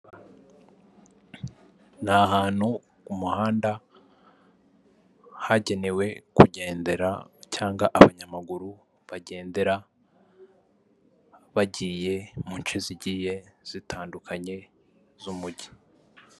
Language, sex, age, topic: Kinyarwanda, male, 18-24, government